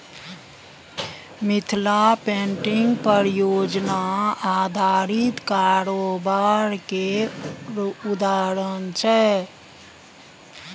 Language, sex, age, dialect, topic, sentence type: Maithili, female, 56-60, Bajjika, banking, statement